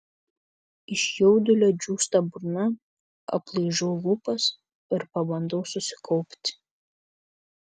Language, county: Lithuanian, Kaunas